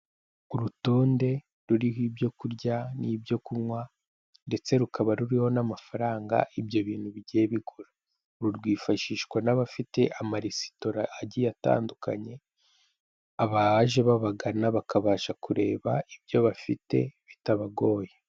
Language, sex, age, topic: Kinyarwanda, male, 18-24, finance